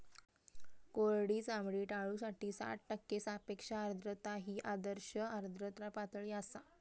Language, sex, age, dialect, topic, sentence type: Marathi, female, 25-30, Southern Konkan, agriculture, statement